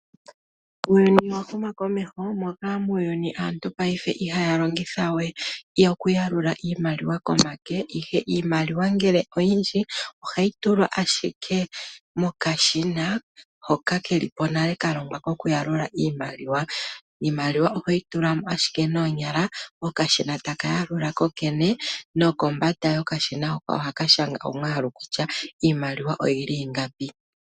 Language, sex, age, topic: Oshiwambo, female, 25-35, finance